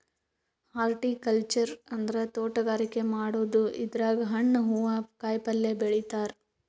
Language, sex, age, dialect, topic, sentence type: Kannada, female, 18-24, Northeastern, agriculture, statement